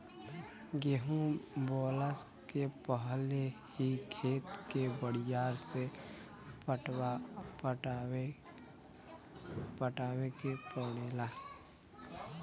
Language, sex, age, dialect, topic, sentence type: Bhojpuri, male, <18, Western, agriculture, statement